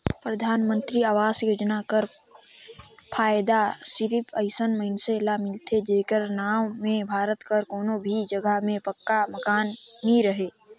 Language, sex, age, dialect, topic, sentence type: Chhattisgarhi, male, 25-30, Northern/Bhandar, banking, statement